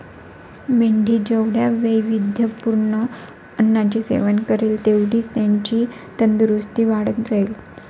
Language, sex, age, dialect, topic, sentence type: Marathi, female, 25-30, Standard Marathi, agriculture, statement